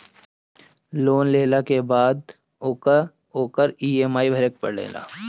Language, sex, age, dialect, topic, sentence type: Bhojpuri, male, 25-30, Northern, banking, statement